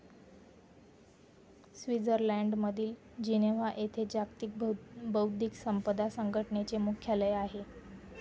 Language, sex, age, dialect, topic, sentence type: Marathi, female, 18-24, Northern Konkan, banking, statement